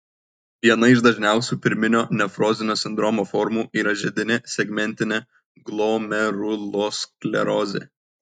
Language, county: Lithuanian, Kaunas